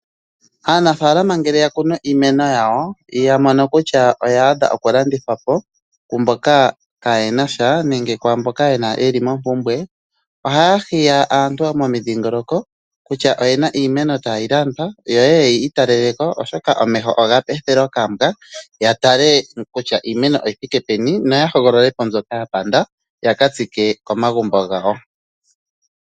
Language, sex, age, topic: Oshiwambo, male, 25-35, agriculture